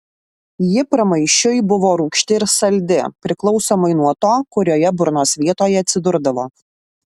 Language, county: Lithuanian, Alytus